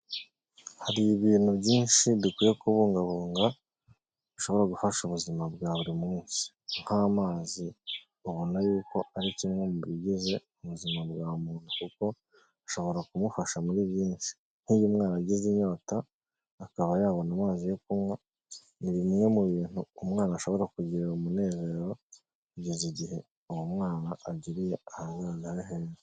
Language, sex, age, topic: Kinyarwanda, male, 25-35, health